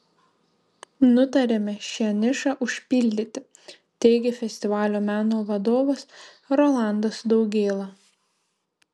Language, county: Lithuanian, Šiauliai